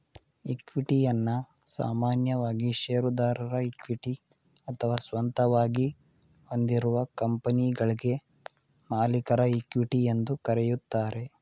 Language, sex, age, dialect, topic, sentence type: Kannada, male, 18-24, Mysore Kannada, banking, statement